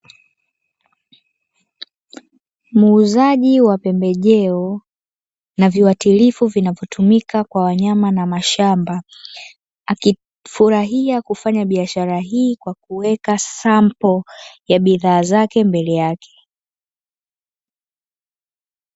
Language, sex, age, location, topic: Swahili, female, 18-24, Dar es Salaam, agriculture